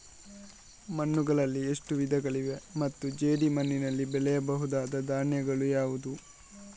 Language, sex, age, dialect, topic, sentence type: Kannada, male, 41-45, Coastal/Dakshin, agriculture, question